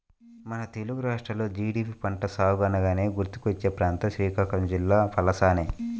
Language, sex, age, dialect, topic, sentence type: Telugu, male, 41-45, Central/Coastal, agriculture, statement